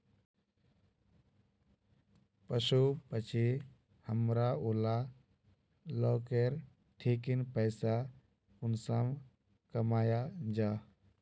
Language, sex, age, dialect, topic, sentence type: Magahi, male, 25-30, Northeastern/Surjapuri, agriculture, question